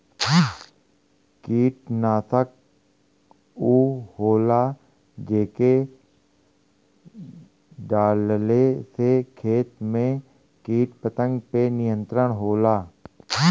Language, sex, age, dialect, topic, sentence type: Bhojpuri, male, 41-45, Western, agriculture, statement